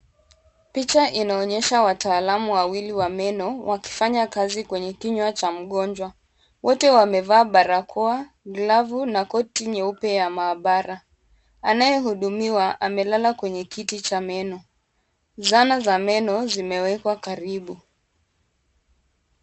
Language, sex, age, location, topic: Swahili, female, 18-24, Kisumu, health